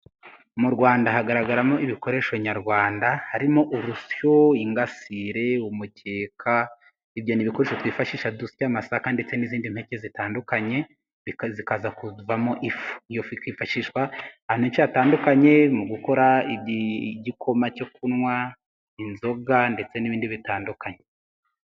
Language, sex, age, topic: Kinyarwanda, male, 18-24, government